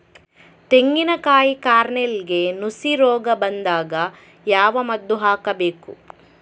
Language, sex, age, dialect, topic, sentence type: Kannada, female, 18-24, Coastal/Dakshin, agriculture, question